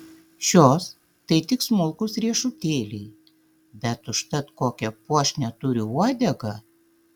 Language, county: Lithuanian, Tauragė